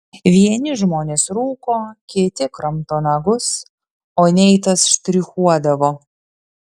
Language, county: Lithuanian, Vilnius